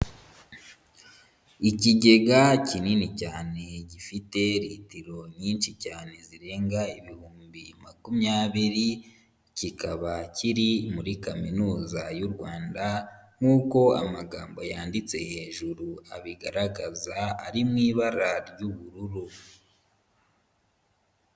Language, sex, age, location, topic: Kinyarwanda, male, 25-35, Huye, education